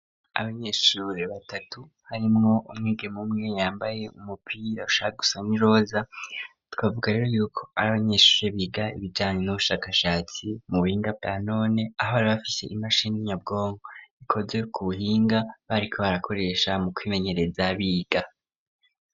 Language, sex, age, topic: Rundi, female, 18-24, education